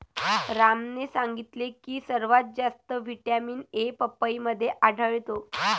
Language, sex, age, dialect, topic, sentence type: Marathi, female, 18-24, Varhadi, agriculture, statement